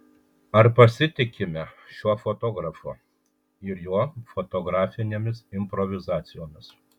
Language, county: Lithuanian, Kaunas